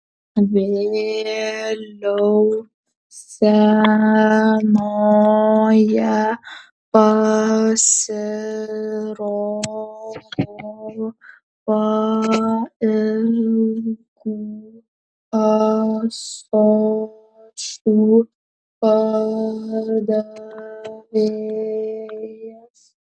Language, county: Lithuanian, Kaunas